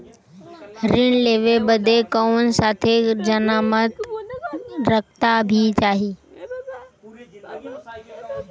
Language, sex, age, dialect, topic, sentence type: Bhojpuri, female, 18-24, Western, banking, question